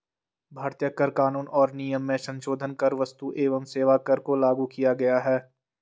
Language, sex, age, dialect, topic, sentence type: Hindi, male, 18-24, Garhwali, banking, statement